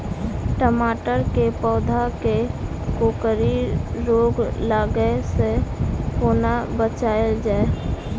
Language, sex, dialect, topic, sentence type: Maithili, female, Southern/Standard, agriculture, question